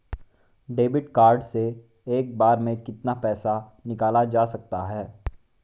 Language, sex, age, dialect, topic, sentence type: Hindi, male, 18-24, Marwari Dhudhari, banking, question